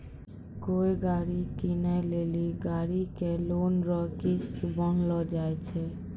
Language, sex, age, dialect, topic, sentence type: Maithili, female, 18-24, Angika, banking, statement